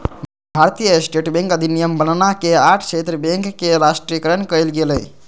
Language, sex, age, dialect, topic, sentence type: Magahi, male, 25-30, Southern, banking, statement